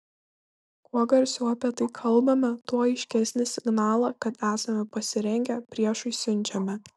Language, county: Lithuanian, Šiauliai